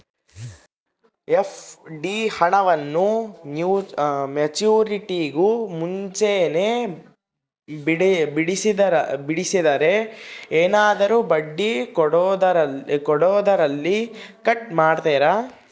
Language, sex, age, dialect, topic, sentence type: Kannada, male, 60-100, Central, banking, question